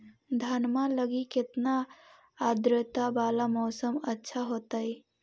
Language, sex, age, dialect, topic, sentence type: Magahi, female, 18-24, Central/Standard, agriculture, question